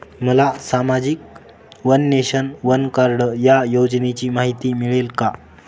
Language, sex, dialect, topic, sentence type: Marathi, male, Northern Konkan, banking, question